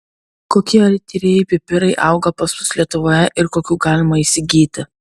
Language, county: Lithuanian, Kaunas